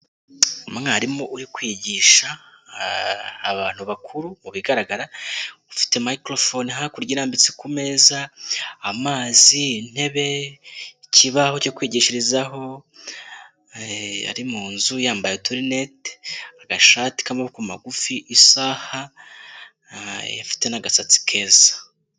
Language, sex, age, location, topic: Kinyarwanda, male, 18-24, Nyagatare, government